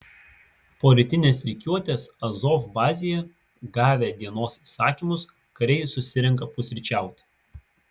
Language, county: Lithuanian, Vilnius